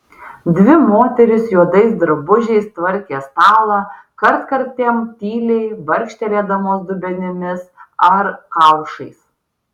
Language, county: Lithuanian, Vilnius